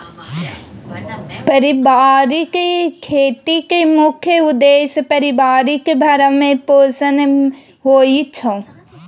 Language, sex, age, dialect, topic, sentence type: Maithili, female, 25-30, Bajjika, agriculture, statement